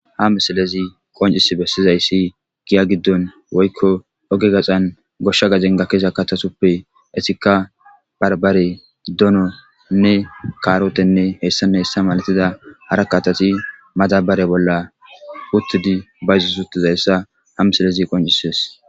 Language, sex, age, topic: Gamo, male, 18-24, agriculture